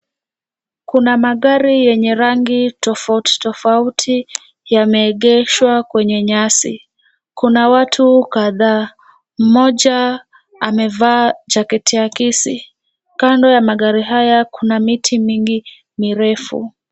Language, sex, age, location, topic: Swahili, female, 18-24, Nairobi, finance